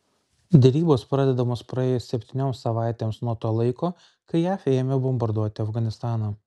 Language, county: Lithuanian, Kaunas